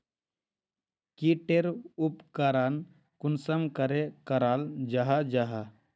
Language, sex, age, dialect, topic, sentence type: Magahi, male, 51-55, Northeastern/Surjapuri, agriculture, question